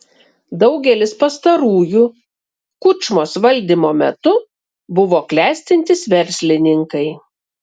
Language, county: Lithuanian, Kaunas